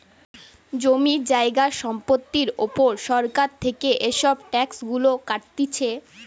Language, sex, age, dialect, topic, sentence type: Bengali, female, 18-24, Western, banking, statement